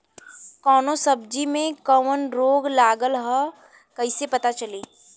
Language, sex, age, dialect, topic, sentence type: Bhojpuri, female, 18-24, Western, agriculture, question